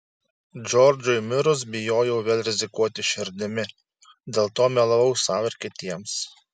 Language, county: Lithuanian, Šiauliai